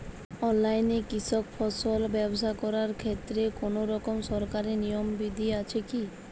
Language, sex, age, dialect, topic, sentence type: Bengali, male, 36-40, Jharkhandi, agriculture, question